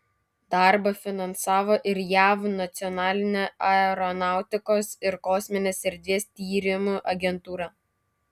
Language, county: Lithuanian, Kaunas